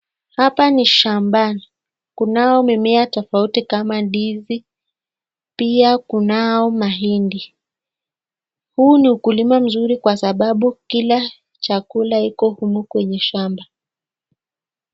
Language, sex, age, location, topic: Swahili, female, 50+, Nakuru, agriculture